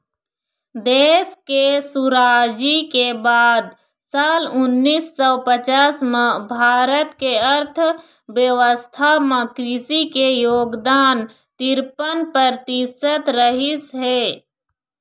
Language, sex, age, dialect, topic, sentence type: Chhattisgarhi, female, 41-45, Eastern, agriculture, statement